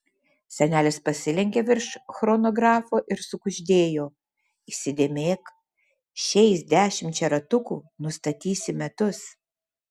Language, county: Lithuanian, Šiauliai